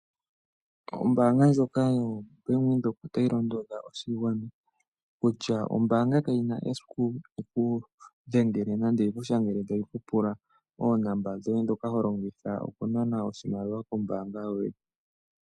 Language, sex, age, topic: Oshiwambo, male, 25-35, finance